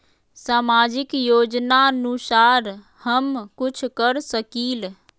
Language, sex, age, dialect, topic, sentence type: Magahi, female, 31-35, Western, banking, question